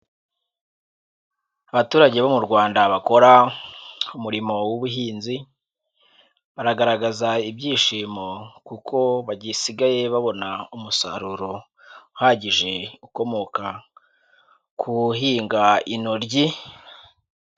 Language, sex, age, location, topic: Kinyarwanda, male, 18-24, Huye, agriculture